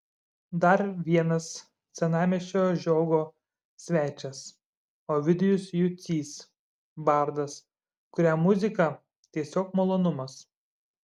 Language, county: Lithuanian, Šiauliai